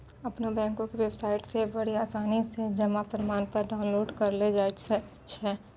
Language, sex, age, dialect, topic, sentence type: Maithili, female, 60-100, Angika, banking, statement